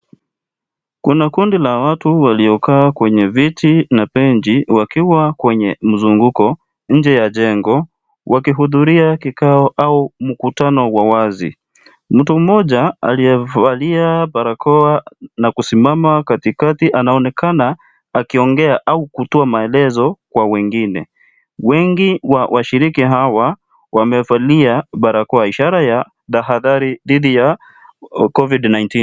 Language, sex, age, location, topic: Swahili, male, 25-35, Kisii, health